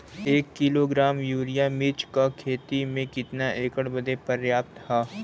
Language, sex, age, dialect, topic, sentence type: Bhojpuri, male, 18-24, Western, agriculture, question